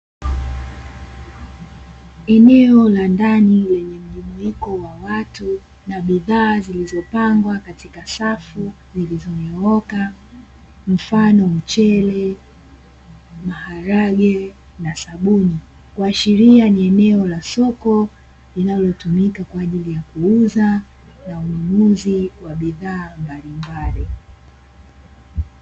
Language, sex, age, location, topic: Swahili, female, 18-24, Dar es Salaam, finance